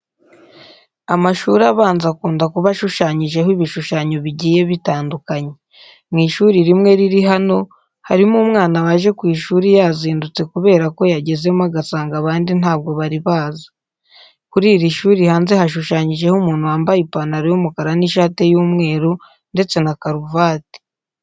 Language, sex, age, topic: Kinyarwanda, female, 25-35, education